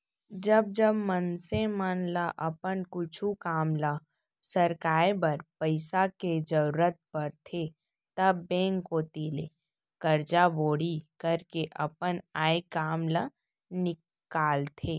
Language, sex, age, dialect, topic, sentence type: Chhattisgarhi, female, 18-24, Central, banking, statement